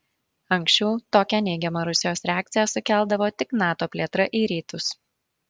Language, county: Lithuanian, Marijampolė